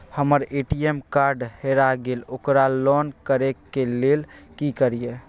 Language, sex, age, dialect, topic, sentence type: Maithili, male, 36-40, Bajjika, banking, question